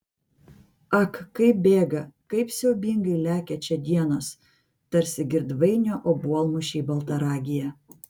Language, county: Lithuanian, Vilnius